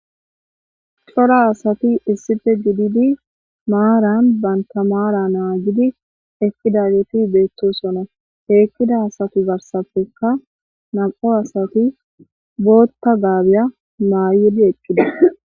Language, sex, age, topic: Gamo, female, 25-35, government